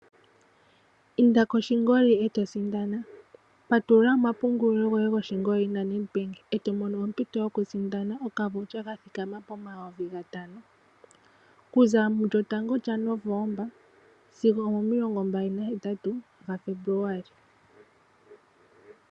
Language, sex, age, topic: Oshiwambo, female, 18-24, finance